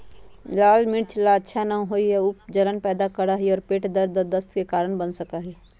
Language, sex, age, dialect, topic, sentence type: Magahi, female, 51-55, Western, agriculture, statement